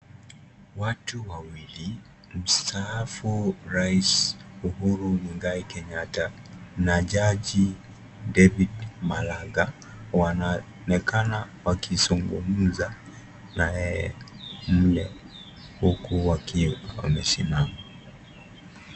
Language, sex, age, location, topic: Swahili, male, 18-24, Kisii, government